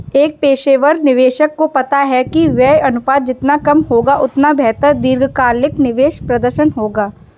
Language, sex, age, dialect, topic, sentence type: Hindi, female, 18-24, Kanauji Braj Bhasha, banking, statement